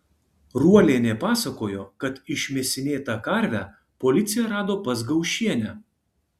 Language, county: Lithuanian, Kaunas